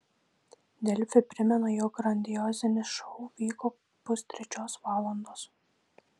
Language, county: Lithuanian, Šiauliai